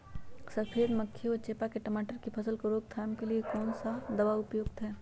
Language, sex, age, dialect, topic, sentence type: Magahi, female, 31-35, Western, agriculture, question